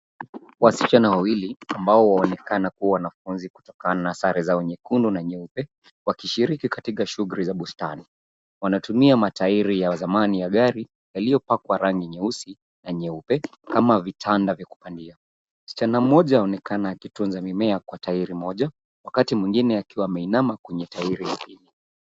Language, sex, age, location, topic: Swahili, male, 18-24, Nairobi, government